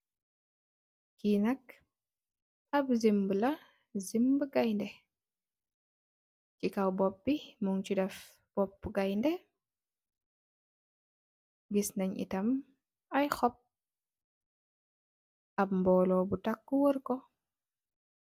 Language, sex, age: Wolof, female, 18-24